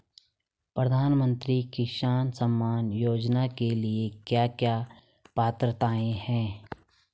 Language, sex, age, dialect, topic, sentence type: Hindi, female, 36-40, Garhwali, banking, question